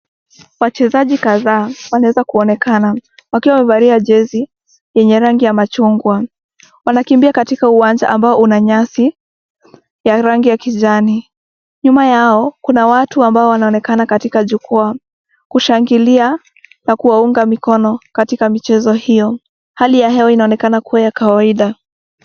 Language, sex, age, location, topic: Swahili, female, 18-24, Nakuru, government